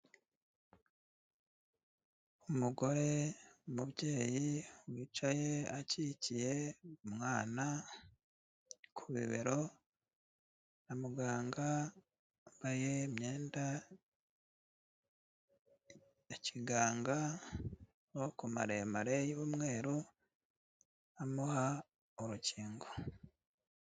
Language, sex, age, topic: Kinyarwanda, male, 36-49, health